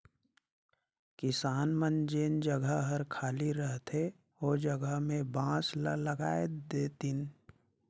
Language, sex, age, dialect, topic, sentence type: Chhattisgarhi, male, 56-60, Northern/Bhandar, agriculture, statement